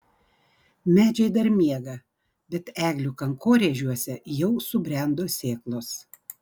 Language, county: Lithuanian, Vilnius